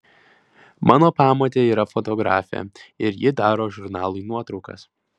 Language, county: Lithuanian, Vilnius